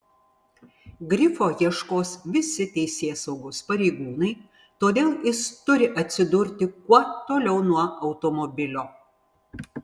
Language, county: Lithuanian, Vilnius